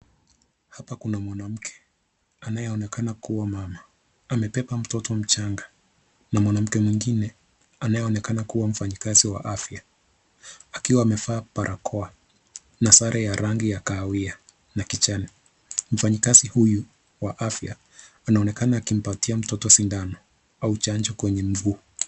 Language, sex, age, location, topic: Swahili, male, 25-35, Nairobi, health